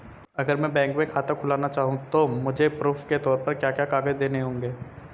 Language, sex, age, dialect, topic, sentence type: Hindi, female, 25-30, Marwari Dhudhari, banking, question